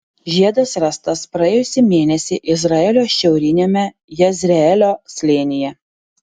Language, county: Lithuanian, Panevėžys